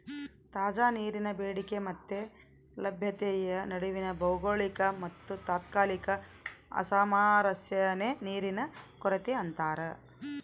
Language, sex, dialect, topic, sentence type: Kannada, female, Central, agriculture, statement